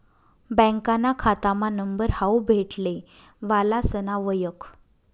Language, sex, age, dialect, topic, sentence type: Marathi, female, 31-35, Northern Konkan, banking, statement